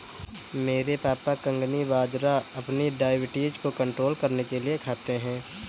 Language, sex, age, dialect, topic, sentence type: Hindi, male, 18-24, Kanauji Braj Bhasha, agriculture, statement